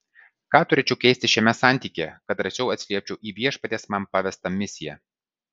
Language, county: Lithuanian, Vilnius